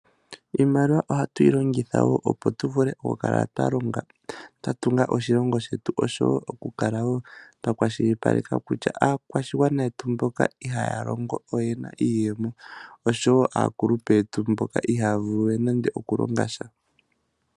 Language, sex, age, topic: Oshiwambo, male, 25-35, finance